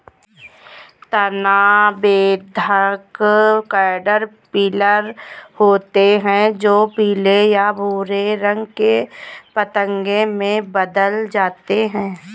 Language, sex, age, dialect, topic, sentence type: Hindi, female, 25-30, Kanauji Braj Bhasha, agriculture, statement